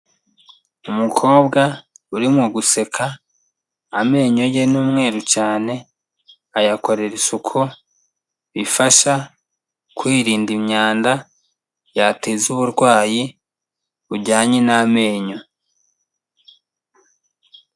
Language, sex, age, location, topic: Kinyarwanda, male, 25-35, Kigali, health